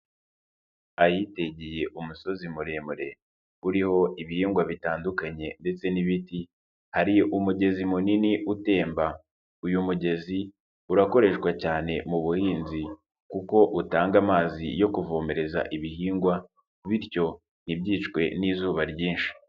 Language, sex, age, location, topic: Kinyarwanda, male, 25-35, Nyagatare, agriculture